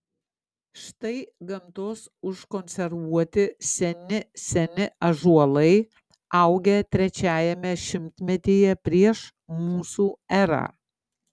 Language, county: Lithuanian, Klaipėda